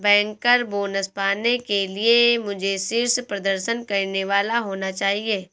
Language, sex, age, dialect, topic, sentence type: Hindi, female, 18-24, Awadhi Bundeli, banking, statement